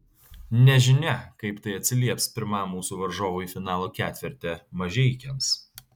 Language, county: Lithuanian, Kaunas